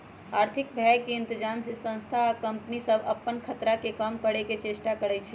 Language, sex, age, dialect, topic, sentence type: Magahi, female, 25-30, Western, banking, statement